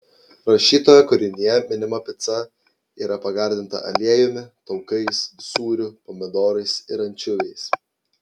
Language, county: Lithuanian, Klaipėda